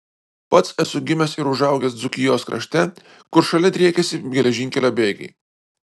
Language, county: Lithuanian, Vilnius